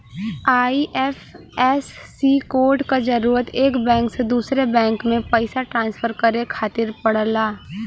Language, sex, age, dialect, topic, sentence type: Bhojpuri, female, 18-24, Western, banking, statement